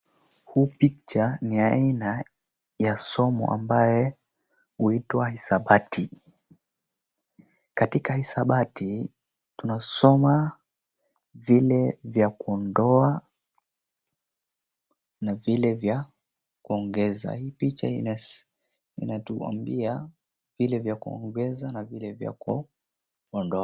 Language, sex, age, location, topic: Swahili, male, 36-49, Wajir, education